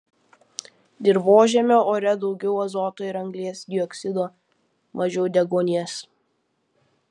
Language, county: Lithuanian, Vilnius